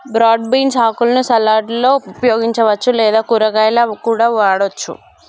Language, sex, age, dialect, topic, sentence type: Telugu, male, 25-30, Telangana, agriculture, statement